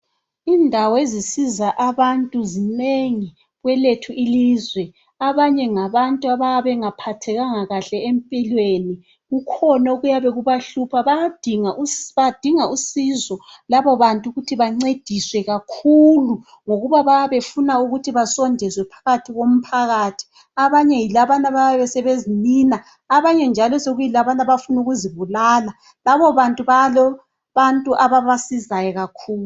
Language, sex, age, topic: North Ndebele, female, 36-49, health